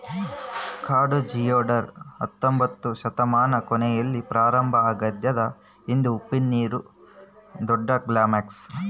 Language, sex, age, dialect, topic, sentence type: Kannada, male, 18-24, Central, agriculture, statement